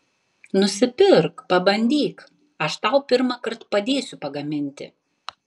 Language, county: Lithuanian, Tauragė